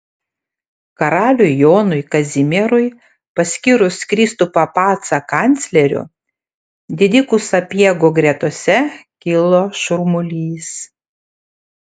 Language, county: Lithuanian, Panevėžys